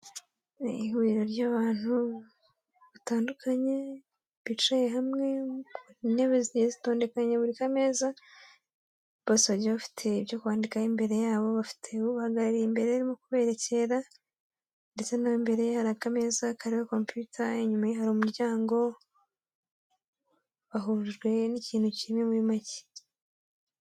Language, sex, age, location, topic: Kinyarwanda, female, 18-24, Kigali, education